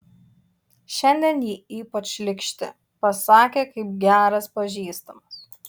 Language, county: Lithuanian, Utena